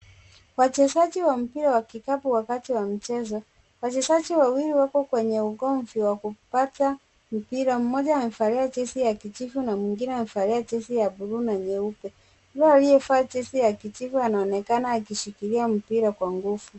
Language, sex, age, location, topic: Swahili, female, 18-24, Kisumu, government